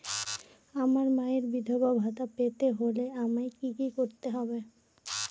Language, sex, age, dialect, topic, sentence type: Bengali, female, 18-24, Northern/Varendri, banking, question